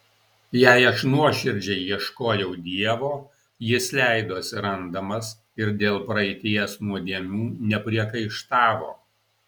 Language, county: Lithuanian, Alytus